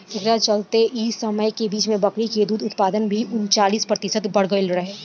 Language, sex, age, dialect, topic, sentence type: Bhojpuri, female, 18-24, Southern / Standard, agriculture, statement